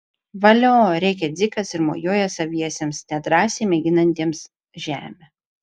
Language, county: Lithuanian, Vilnius